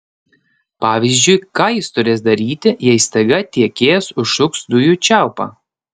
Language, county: Lithuanian, Panevėžys